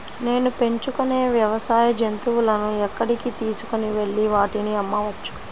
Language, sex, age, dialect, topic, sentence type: Telugu, female, 25-30, Central/Coastal, agriculture, question